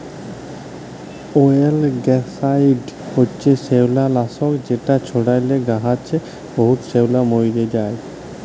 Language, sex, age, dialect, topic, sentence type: Bengali, male, 25-30, Jharkhandi, agriculture, statement